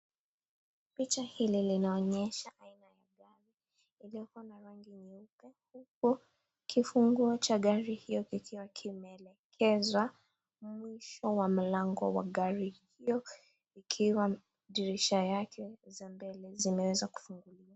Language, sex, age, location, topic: Swahili, female, 18-24, Nakuru, finance